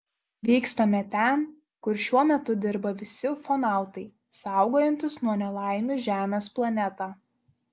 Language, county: Lithuanian, Šiauliai